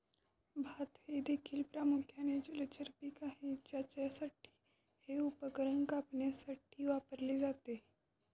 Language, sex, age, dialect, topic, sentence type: Marathi, female, 18-24, Standard Marathi, agriculture, statement